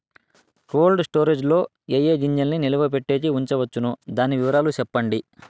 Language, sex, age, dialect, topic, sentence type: Telugu, male, 18-24, Southern, agriculture, question